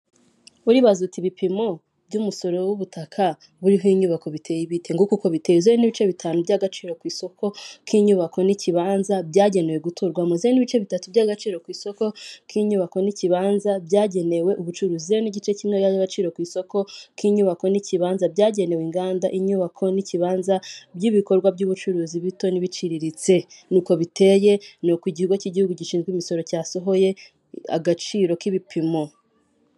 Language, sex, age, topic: Kinyarwanda, female, 18-24, government